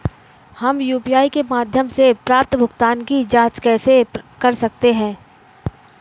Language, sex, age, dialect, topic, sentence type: Hindi, female, 18-24, Awadhi Bundeli, banking, question